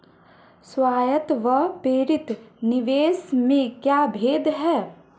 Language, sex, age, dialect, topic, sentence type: Hindi, female, 25-30, Marwari Dhudhari, banking, question